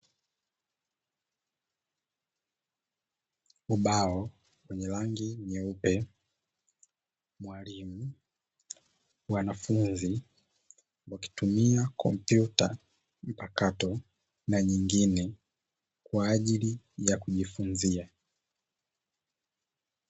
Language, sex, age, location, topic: Swahili, male, 18-24, Dar es Salaam, education